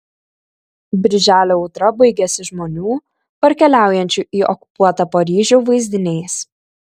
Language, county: Lithuanian, Kaunas